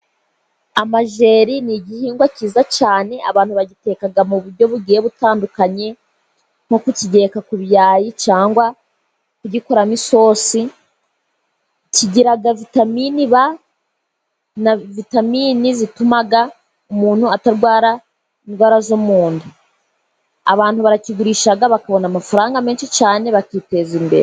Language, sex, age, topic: Kinyarwanda, female, 18-24, agriculture